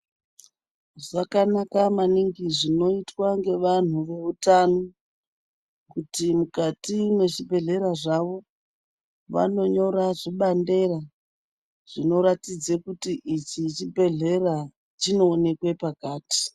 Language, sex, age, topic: Ndau, female, 36-49, health